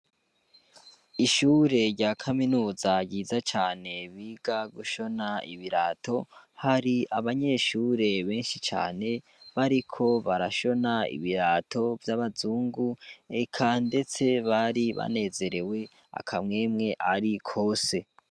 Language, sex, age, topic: Rundi, male, 18-24, education